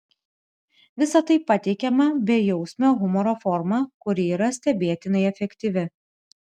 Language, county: Lithuanian, Vilnius